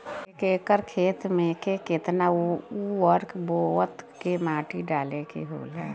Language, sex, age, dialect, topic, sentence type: Bhojpuri, female, 51-55, Northern, agriculture, question